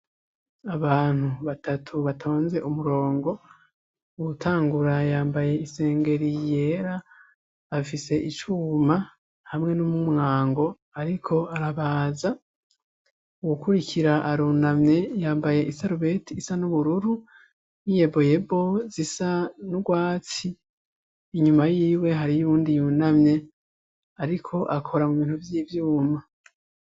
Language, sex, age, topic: Rundi, male, 25-35, education